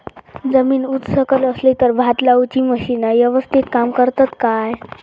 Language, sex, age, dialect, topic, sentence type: Marathi, female, 36-40, Southern Konkan, agriculture, question